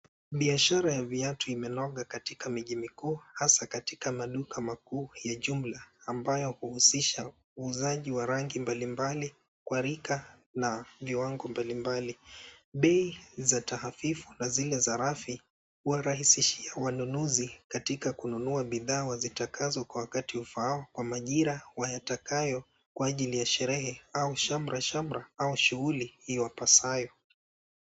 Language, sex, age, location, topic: Swahili, male, 25-35, Nairobi, finance